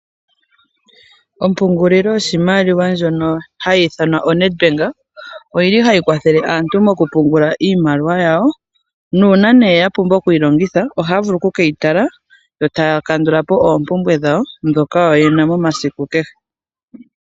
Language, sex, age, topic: Oshiwambo, female, 25-35, finance